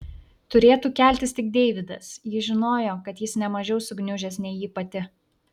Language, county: Lithuanian, Vilnius